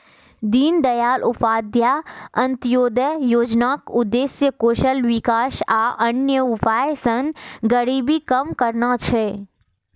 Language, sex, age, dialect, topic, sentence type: Maithili, female, 41-45, Eastern / Thethi, banking, statement